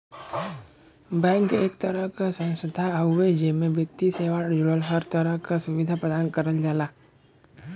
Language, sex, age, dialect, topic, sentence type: Bhojpuri, male, 25-30, Western, banking, statement